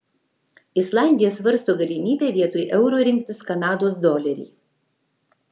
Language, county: Lithuanian, Vilnius